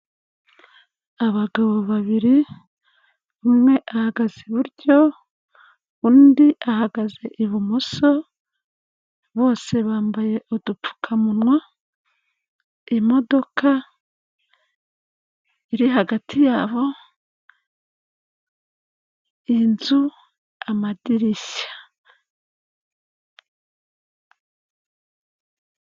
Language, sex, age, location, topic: Kinyarwanda, female, 36-49, Kigali, finance